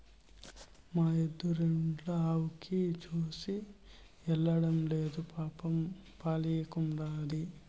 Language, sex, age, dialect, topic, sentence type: Telugu, male, 25-30, Southern, agriculture, statement